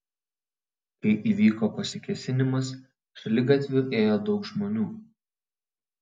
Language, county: Lithuanian, Vilnius